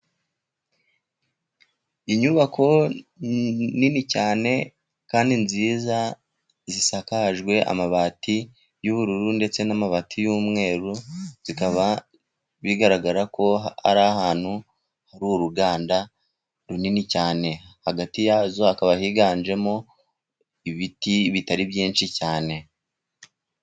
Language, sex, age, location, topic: Kinyarwanda, male, 36-49, Musanze, government